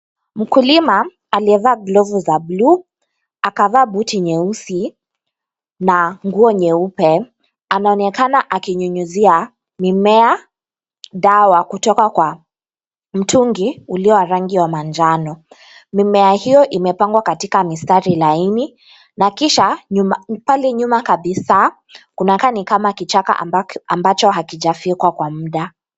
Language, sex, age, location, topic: Swahili, female, 18-24, Kisii, health